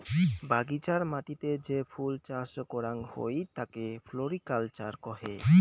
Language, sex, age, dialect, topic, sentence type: Bengali, male, 18-24, Rajbangshi, agriculture, statement